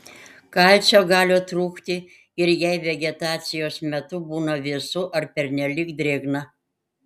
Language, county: Lithuanian, Panevėžys